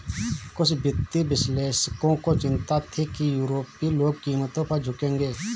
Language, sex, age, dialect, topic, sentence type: Hindi, male, 31-35, Awadhi Bundeli, banking, statement